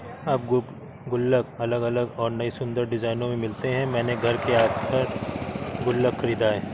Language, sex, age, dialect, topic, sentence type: Hindi, male, 31-35, Awadhi Bundeli, banking, statement